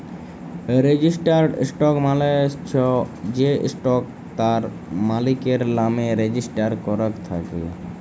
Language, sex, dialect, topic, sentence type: Bengali, male, Jharkhandi, banking, statement